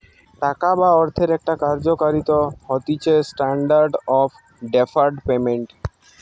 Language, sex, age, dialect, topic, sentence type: Bengali, male, 18-24, Western, banking, statement